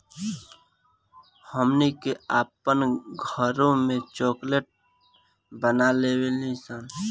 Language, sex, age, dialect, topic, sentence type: Bhojpuri, male, 18-24, Southern / Standard, banking, statement